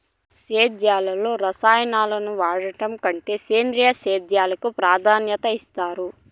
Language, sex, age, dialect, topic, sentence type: Telugu, female, 25-30, Southern, agriculture, statement